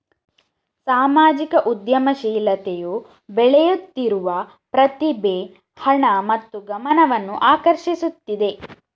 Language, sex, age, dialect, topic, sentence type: Kannada, female, 31-35, Coastal/Dakshin, banking, statement